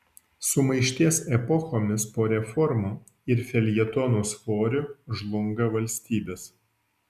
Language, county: Lithuanian, Alytus